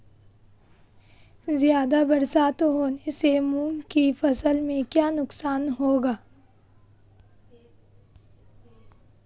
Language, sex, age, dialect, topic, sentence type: Hindi, female, 18-24, Marwari Dhudhari, agriculture, question